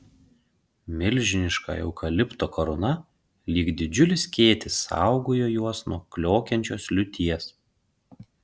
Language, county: Lithuanian, Panevėžys